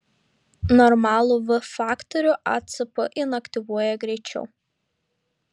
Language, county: Lithuanian, Šiauliai